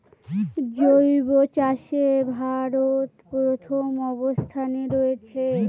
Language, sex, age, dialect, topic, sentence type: Bengali, female, 18-24, Northern/Varendri, agriculture, statement